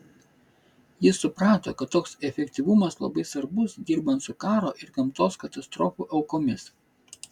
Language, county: Lithuanian, Vilnius